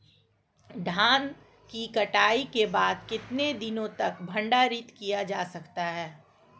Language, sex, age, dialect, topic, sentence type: Hindi, female, 41-45, Marwari Dhudhari, agriculture, question